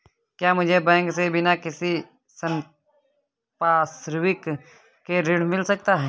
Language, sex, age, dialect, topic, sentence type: Hindi, male, 25-30, Awadhi Bundeli, banking, question